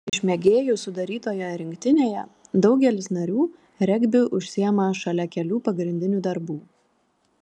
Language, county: Lithuanian, Klaipėda